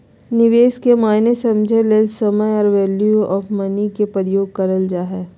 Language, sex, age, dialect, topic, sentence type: Magahi, female, 31-35, Southern, banking, statement